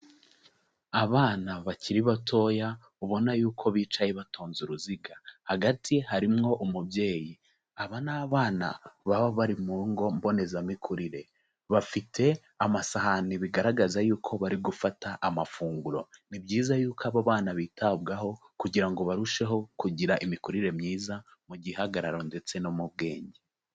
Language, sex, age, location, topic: Kinyarwanda, male, 25-35, Kigali, education